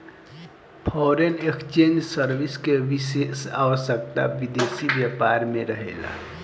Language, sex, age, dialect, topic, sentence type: Bhojpuri, male, 18-24, Southern / Standard, banking, statement